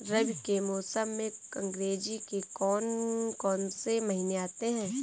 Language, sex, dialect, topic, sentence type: Hindi, female, Marwari Dhudhari, agriculture, question